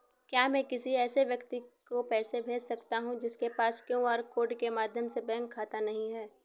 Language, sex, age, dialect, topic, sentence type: Hindi, female, 18-24, Awadhi Bundeli, banking, question